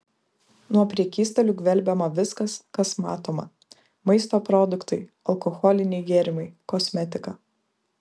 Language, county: Lithuanian, Vilnius